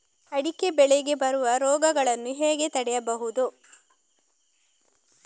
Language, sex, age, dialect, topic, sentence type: Kannada, female, 36-40, Coastal/Dakshin, agriculture, question